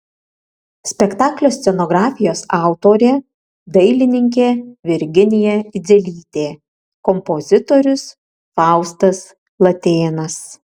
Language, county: Lithuanian, Vilnius